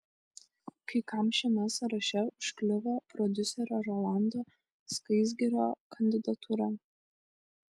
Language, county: Lithuanian, Šiauliai